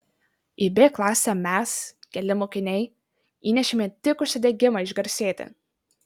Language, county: Lithuanian, Marijampolė